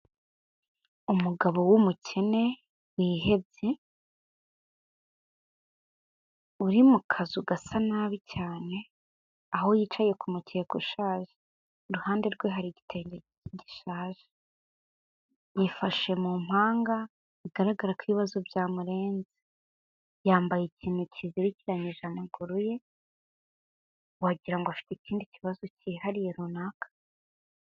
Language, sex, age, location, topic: Kinyarwanda, female, 18-24, Kigali, health